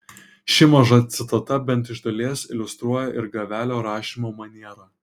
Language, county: Lithuanian, Kaunas